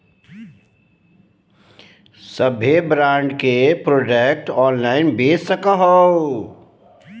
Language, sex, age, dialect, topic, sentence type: Magahi, male, 36-40, Southern, banking, statement